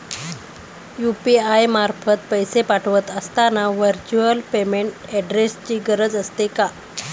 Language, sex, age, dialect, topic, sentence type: Marathi, female, 31-35, Standard Marathi, banking, question